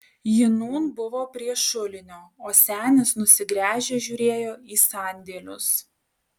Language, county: Lithuanian, Alytus